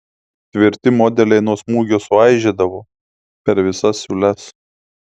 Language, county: Lithuanian, Klaipėda